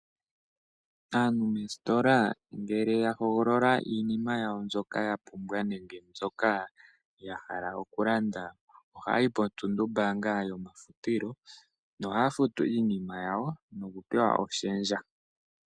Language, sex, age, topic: Oshiwambo, male, 18-24, finance